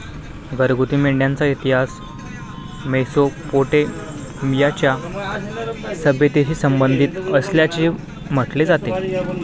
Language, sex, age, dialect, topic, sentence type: Marathi, male, 18-24, Standard Marathi, agriculture, statement